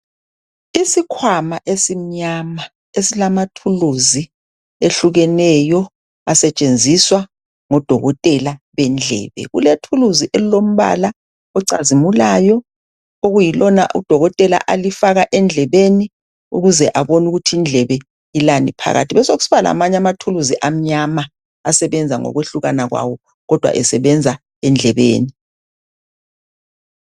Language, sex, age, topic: North Ndebele, female, 25-35, health